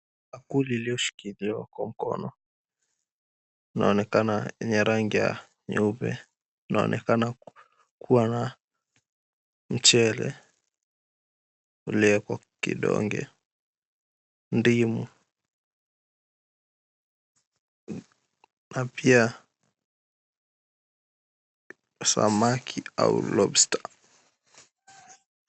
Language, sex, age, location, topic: Swahili, male, 18-24, Mombasa, agriculture